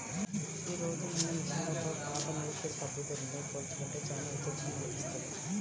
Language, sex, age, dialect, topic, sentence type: Telugu, female, 18-24, Central/Coastal, agriculture, statement